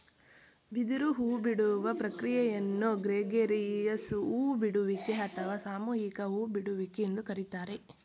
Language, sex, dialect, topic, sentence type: Kannada, female, Mysore Kannada, agriculture, statement